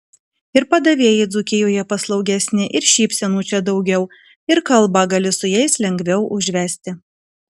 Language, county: Lithuanian, Kaunas